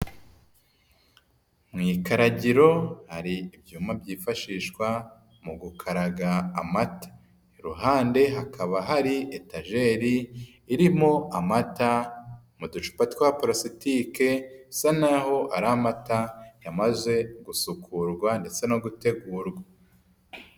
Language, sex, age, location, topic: Kinyarwanda, female, 25-35, Nyagatare, agriculture